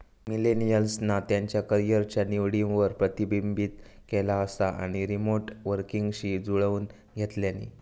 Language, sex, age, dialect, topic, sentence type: Marathi, male, 18-24, Southern Konkan, banking, statement